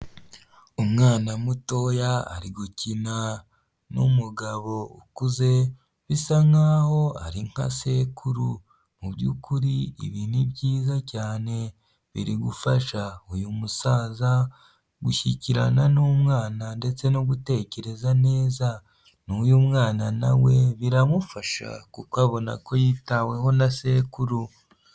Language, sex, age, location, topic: Kinyarwanda, female, 18-24, Huye, health